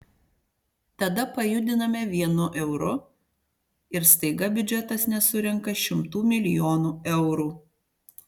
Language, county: Lithuanian, Panevėžys